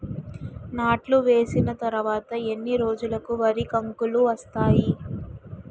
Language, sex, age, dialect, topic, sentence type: Telugu, female, 18-24, Utterandhra, agriculture, question